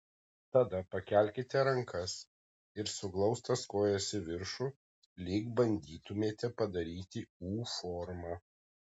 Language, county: Lithuanian, Kaunas